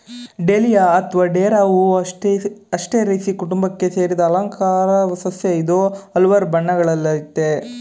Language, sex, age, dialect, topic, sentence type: Kannada, male, 18-24, Mysore Kannada, agriculture, statement